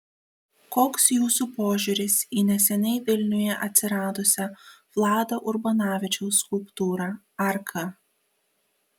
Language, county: Lithuanian, Kaunas